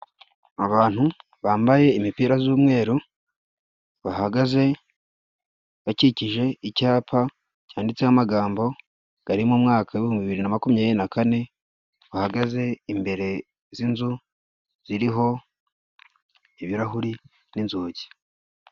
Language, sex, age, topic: Kinyarwanda, male, 25-35, government